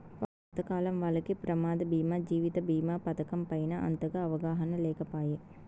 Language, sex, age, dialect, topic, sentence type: Telugu, female, 18-24, Southern, banking, statement